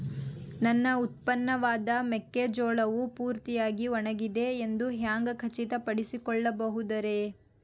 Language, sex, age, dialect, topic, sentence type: Kannada, female, 18-24, Dharwad Kannada, agriculture, question